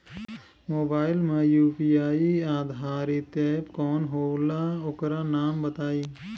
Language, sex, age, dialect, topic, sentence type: Bhojpuri, male, 25-30, Southern / Standard, banking, question